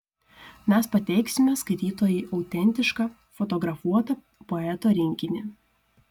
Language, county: Lithuanian, Šiauliai